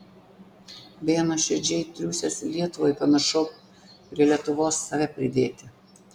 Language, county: Lithuanian, Tauragė